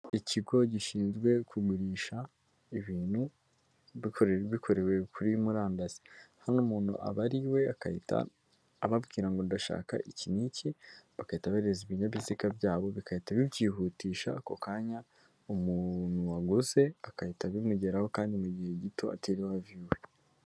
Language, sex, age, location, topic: Kinyarwanda, female, 18-24, Kigali, finance